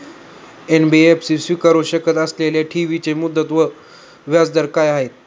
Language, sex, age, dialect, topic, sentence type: Marathi, male, 18-24, Standard Marathi, banking, question